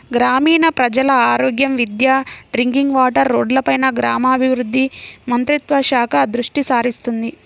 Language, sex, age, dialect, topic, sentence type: Telugu, female, 25-30, Central/Coastal, agriculture, statement